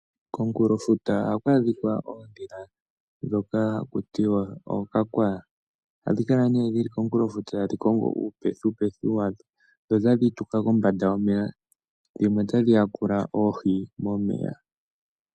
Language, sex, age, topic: Oshiwambo, male, 25-35, agriculture